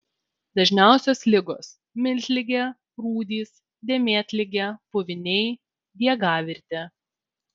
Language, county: Lithuanian, Vilnius